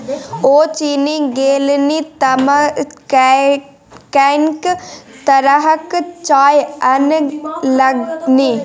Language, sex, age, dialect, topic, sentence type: Maithili, female, 25-30, Bajjika, agriculture, statement